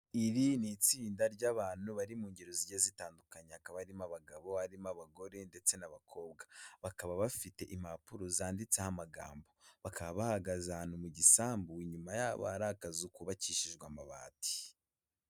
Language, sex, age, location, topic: Kinyarwanda, male, 18-24, Kigali, health